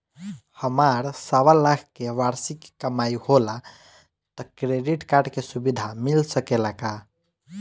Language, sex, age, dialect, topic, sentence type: Bhojpuri, male, 25-30, Southern / Standard, banking, question